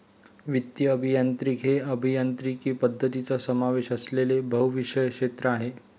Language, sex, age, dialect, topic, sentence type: Marathi, male, 25-30, Northern Konkan, banking, statement